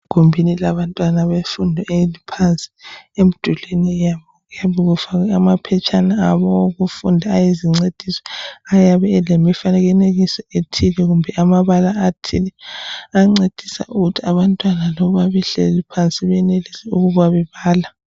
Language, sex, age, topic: North Ndebele, female, 25-35, education